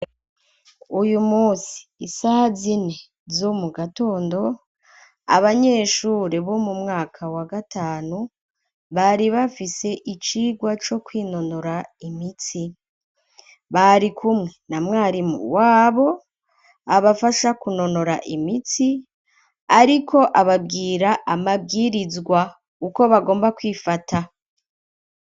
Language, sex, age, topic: Rundi, female, 36-49, education